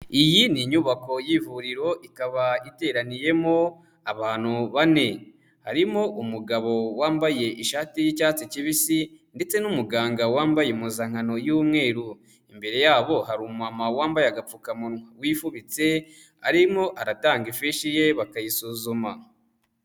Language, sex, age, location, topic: Kinyarwanda, male, 18-24, Huye, health